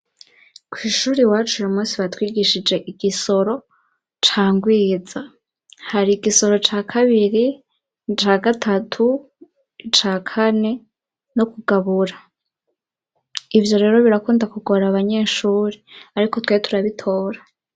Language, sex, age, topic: Rundi, male, 18-24, education